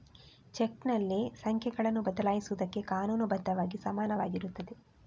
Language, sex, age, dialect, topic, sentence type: Kannada, female, 18-24, Coastal/Dakshin, banking, statement